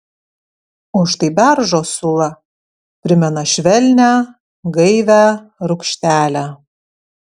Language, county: Lithuanian, Kaunas